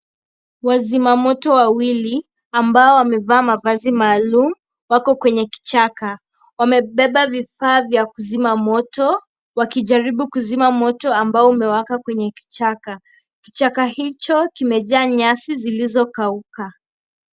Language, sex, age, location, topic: Swahili, female, 25-35, Kisii, health